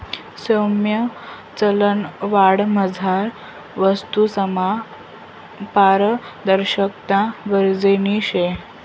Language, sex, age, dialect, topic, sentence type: Marathi, female, 25-30, Northern Konkan, banking, statement